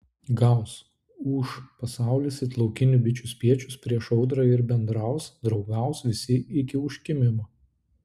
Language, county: Lithuanian, Klaipėda